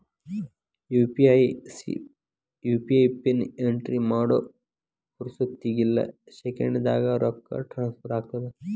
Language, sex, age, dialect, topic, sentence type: Kannada, male, 18-24, Dharwad Kannada, banking, statement